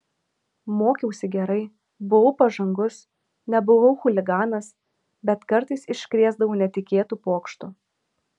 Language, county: Lithuanian, Vilnius